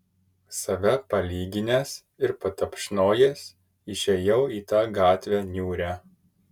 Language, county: Lithuanian, Kaunas